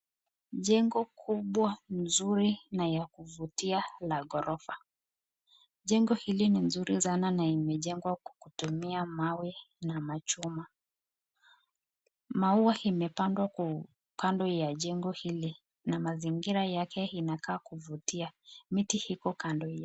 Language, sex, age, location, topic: Swahili, female, 25-35, Nakuru, education